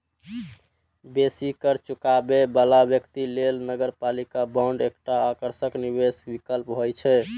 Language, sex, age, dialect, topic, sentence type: Maithili, male, 18-24, Eastern / Thethi, banking, statement